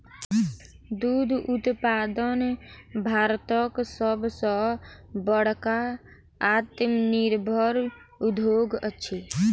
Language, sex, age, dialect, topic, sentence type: Maithili, female, 18-24, Southern/Standard, agriculture, statement